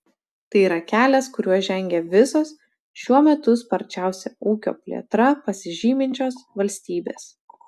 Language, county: Lithuanian, Utena